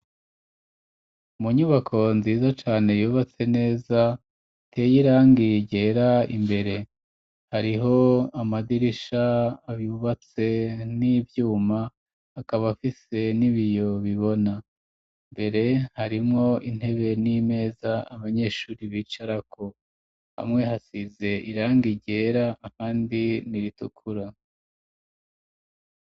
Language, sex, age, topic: Rundi, male, 36-49, education